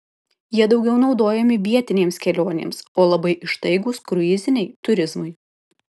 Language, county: Lithuanian, Kaunas